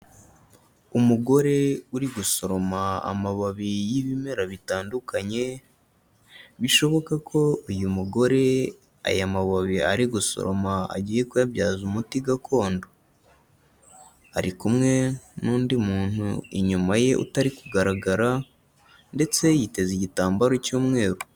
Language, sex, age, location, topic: Kinyarwanda, male, 18-24, Kigali, health